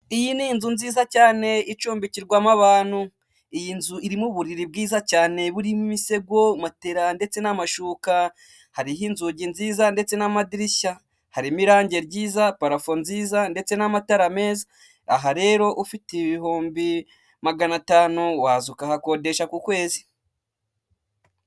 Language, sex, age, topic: Kinyarwanda, male, 25-35, finance